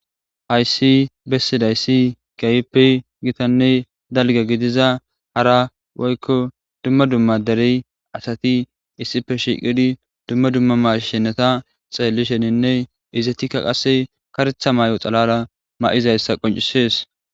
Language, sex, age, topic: Gamo, male, 18-24, government